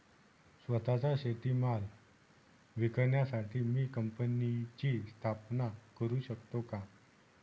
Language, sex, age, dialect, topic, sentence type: Marathi, male, 18-24, Northern Konkan, agriculture, question